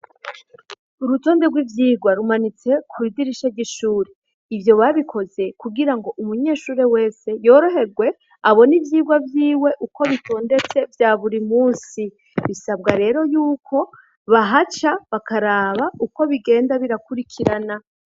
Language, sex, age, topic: Rundi, female, 25-35, education